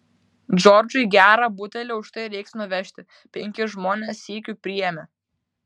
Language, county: Lithuanian, Vilnius